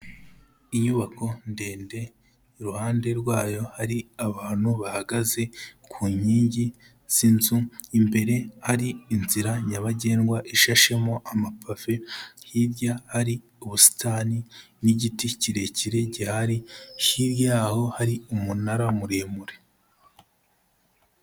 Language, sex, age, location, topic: Kinyarwanda, male, 25-35, Kigali, health